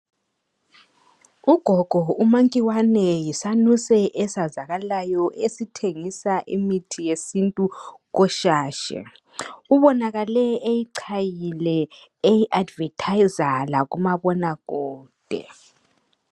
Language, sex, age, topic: North Ndebele, male, 50+, health